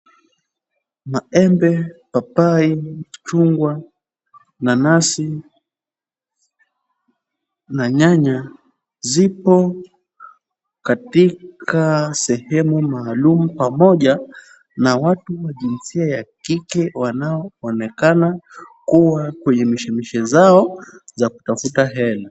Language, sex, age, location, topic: Swahili, male, 18-24, Kisumu, finance